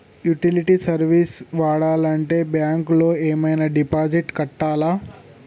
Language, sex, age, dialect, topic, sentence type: Telugu, male, 18-24, Telangana, banking, question